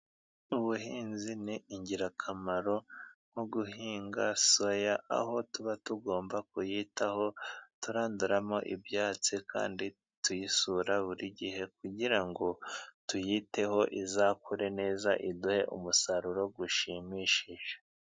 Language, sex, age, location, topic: Kinyarwanda, male, 36-49, Musanze, agriculture